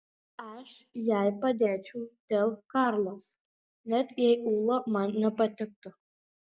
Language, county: Lithuanian, Panevėžys